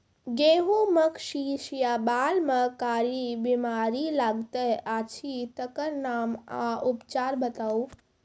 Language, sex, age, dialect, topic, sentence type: Maithili, female, 36-40, Angika, agriculture, question